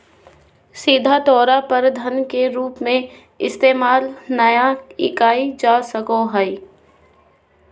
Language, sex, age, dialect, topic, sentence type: Magahi, female, 25-30, Southern, banking, statement